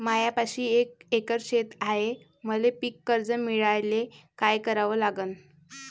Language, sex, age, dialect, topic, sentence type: Marathi, female, 18-24, Varhadi, agriculture, question